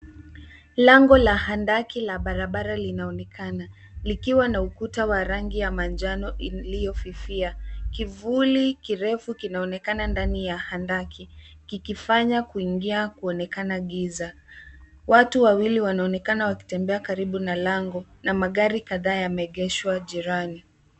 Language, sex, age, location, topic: Swahili, female, 18-24, Nairobi, government